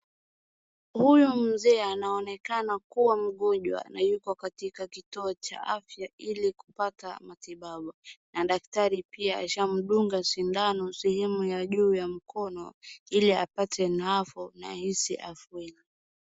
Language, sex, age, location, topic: Swahili, female, 18-24, Wajir, health